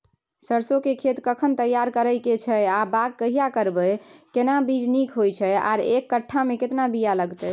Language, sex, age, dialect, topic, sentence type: Maithili, female, 18-24, Bajjika, agriculture, question